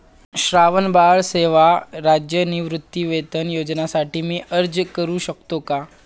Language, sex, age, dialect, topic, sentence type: Marathi, male, 18-24, Standard Marathi, banking, question